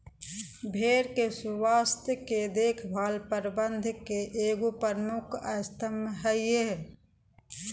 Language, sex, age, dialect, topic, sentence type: Magahi, female, 41-45, Southern, agriculture, statement